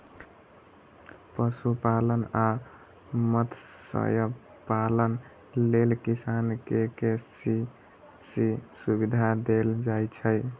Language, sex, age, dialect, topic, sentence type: Maithili, male, 18-24, Eastern / Thethi, agriculture, statement